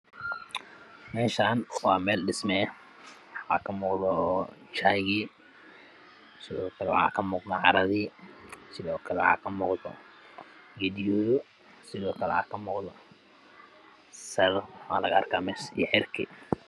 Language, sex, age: Somali, male, 25-35